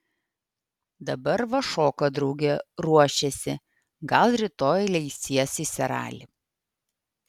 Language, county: Lithuanian, Vilnius